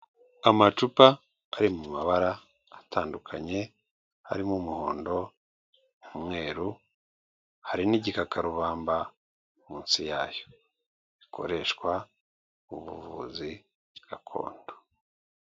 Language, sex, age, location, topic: Kinyarwanda, male, 36-49, Kigali, health